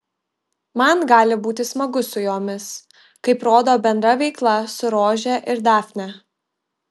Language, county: Lithuanian, Marijampolė